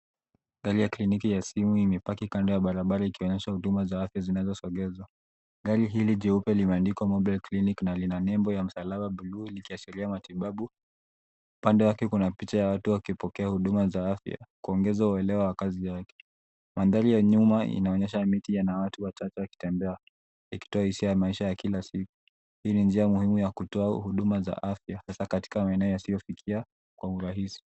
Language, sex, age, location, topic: Swahili, male, 18-24, Nairobi, health